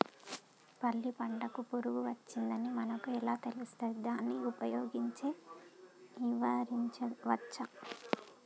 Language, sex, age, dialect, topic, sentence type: Telugu, female, 25-30, Telangana, agriculture, question